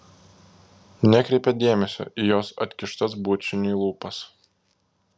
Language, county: Lithuanian, Klaipėda